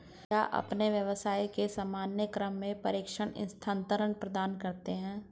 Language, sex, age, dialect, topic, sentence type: Hindi, male, 46-50, Hindustani Malvi Khadi Boli, banking, question